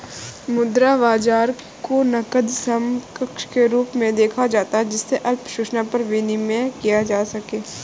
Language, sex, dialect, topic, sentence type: Hindi, female, Kanauji Braj Bhasha, banking, statement